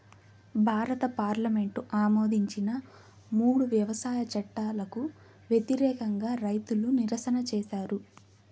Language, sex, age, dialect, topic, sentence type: Telugu, female, 18-24, Southern, agriculture, statement